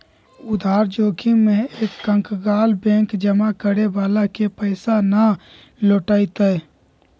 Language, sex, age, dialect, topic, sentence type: Magahi, male, 18-24, Western, banking, statement